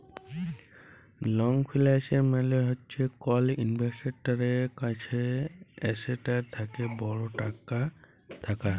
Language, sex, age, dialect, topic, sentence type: Bengali, male, 25-30, Jharkhandi, banking, statement